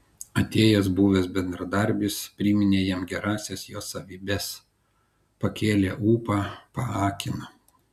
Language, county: Lithuanian, Kaunas